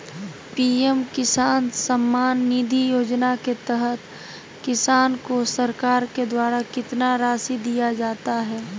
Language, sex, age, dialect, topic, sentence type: Magahi, female, 31-35, Southern, agriculture, question